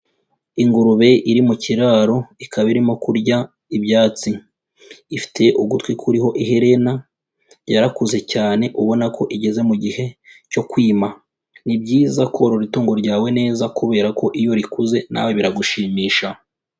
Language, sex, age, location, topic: Kinyarwanda, female, 25-35, Kigali, agriculture